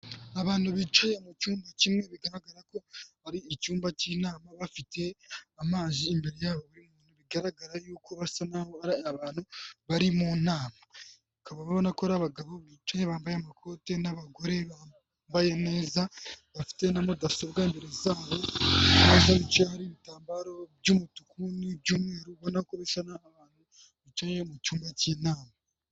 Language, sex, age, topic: Kinyarwanda, male, 18-24, government